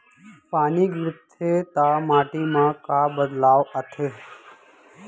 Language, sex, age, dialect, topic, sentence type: Chhattisgarhi, male, 31-35, Central, agriculture, question